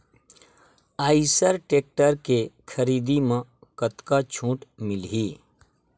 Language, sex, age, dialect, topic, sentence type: Chhattisgarhi, male, 36-40, Western/Budati/Khatahi, agriculture, question